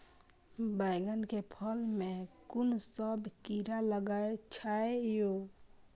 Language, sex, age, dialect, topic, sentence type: Maithili, female, 25-30, Eastern / Thethi, agriculture, question